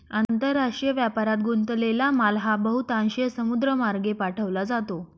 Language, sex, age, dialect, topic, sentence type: Marathi, female, 56-60, Northern Konkan, banking, statement